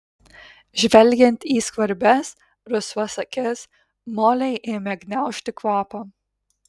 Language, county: Lithuanian, Kaunas